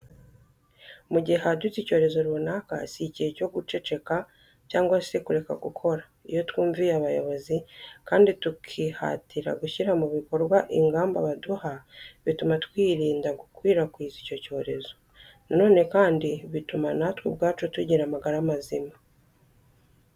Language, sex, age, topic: Kinyarwanda, female, 25-35, education